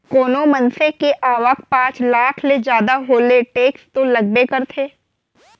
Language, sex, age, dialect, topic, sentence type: Chhattisgarhi, female, 18-24, Central, banking, statement